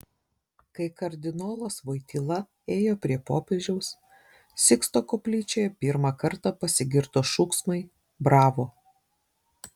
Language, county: Lithuanian, Šiauliai